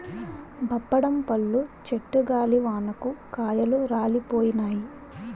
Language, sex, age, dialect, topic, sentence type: Telugu, female, 41-45, Utterandhra, agriculture, statement